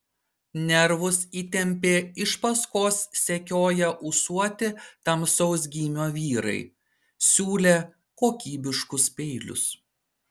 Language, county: Lithuanian, Šiauliai